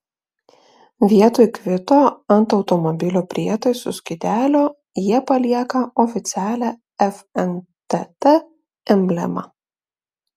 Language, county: Lithuanian, Klaipėda